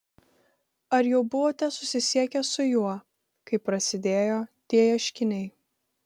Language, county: Lithuanian, Vilnius